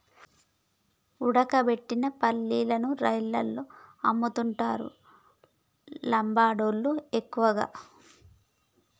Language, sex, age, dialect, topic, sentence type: Telugu, female, 18-24, Telangana, agriculture, statement